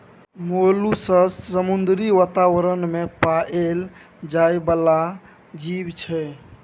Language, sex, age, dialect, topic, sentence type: Maithili, male, 18-24, Bajjika, agriculture, statement